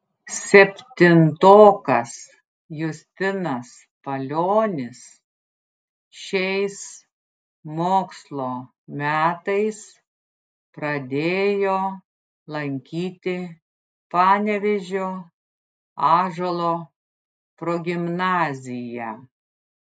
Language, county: Lithuanian, Klaipėda